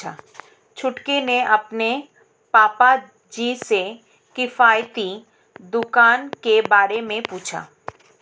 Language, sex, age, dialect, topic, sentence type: Hindi, female, 31-35, Marwari Dhudhari, banking, statement